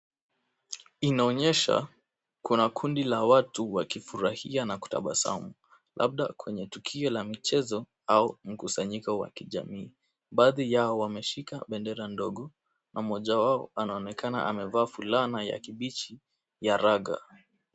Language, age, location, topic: Swahili, 36-49, Kisumu, government